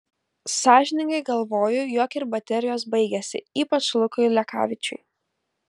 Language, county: Lithuanian, Kaunas